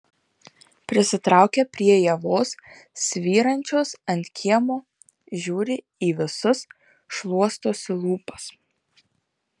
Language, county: Lithuanian, Marijampolė